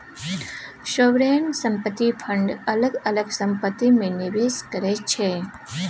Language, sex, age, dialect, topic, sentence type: Maithili, female, 25-30, Bajjika, banking, statement